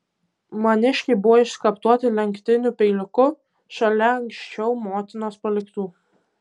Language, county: Lithuanian, Kaunas